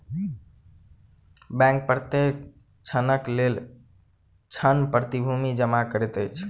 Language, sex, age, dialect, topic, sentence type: Maithili, male, 18-24, Southern/Standard, banking, statement